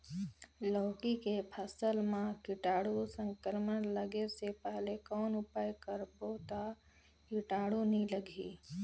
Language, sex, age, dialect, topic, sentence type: Chhattisgarhi, female, 18-24, Northern/Bhandar, agriculture, question